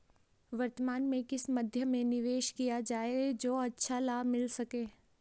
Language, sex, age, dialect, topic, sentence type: Hindi, female, 18-24, Garhwali, banking, question